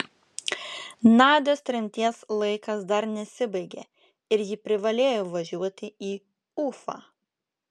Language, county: Lithuanian, Klaipėda